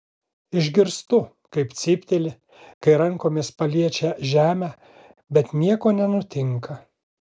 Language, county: Lithuanian, Alytus